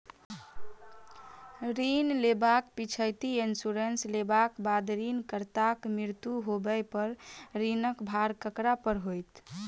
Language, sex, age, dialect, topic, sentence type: Maithili, female, 18-24, Southern/Standard, banking, question